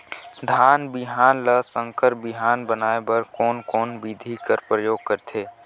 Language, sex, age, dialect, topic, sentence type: Chhattisgarhi, male, 18-24, Northern/Bhandar, agriculture, question